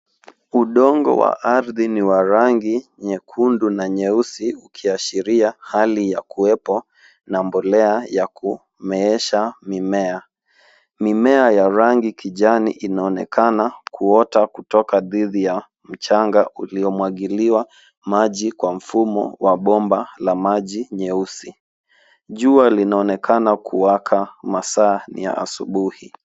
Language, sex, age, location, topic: Swahili, male, 18-24, Nairobi, agriculture